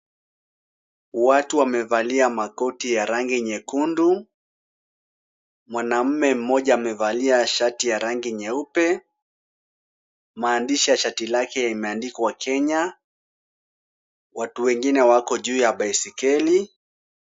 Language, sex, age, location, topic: Swahili, male, 18-24, Kisumu, education